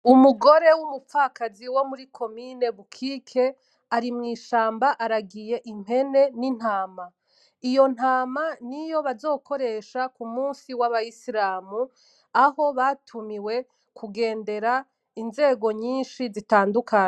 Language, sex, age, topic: Rundi, female, 25-35, agriculture